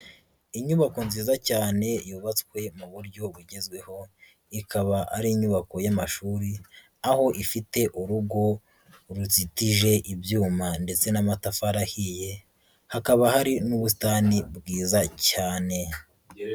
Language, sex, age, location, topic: Kinyarwanda, female, 25-35, Huye, education